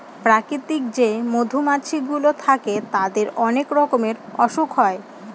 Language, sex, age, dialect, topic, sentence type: Bengali, female, 18-24, Northern/Varendri, agriculture, statement